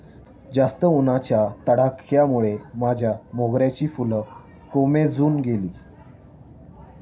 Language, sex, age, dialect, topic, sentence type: Marathi, male, 18-24, Standard Marathi, agriculture, statement